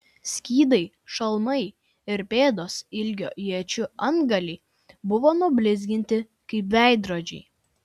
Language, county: Lithuanian, Vilnius